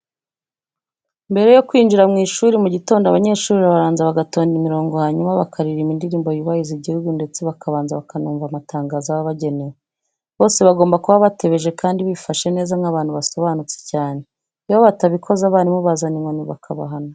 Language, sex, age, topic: Kinyarwanda, female, 25-35, education